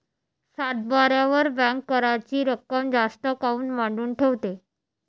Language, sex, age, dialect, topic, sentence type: Marathi, female, 25-30, Varhadi, agriculture, question